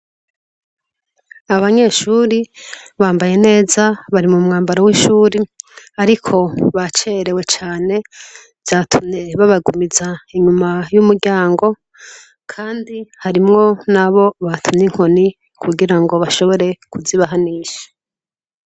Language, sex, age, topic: Rundi, female, 25-35, education